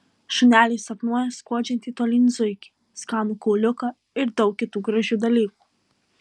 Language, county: Lithuanian, Alytus